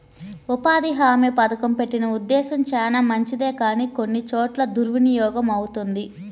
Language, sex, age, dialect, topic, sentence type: Telugu, female, 31-35, Central/Coastal, banking, statement